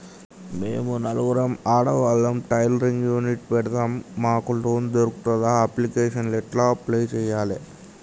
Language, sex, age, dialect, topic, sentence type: Telugu, male, 18-24, Telangana, banking, question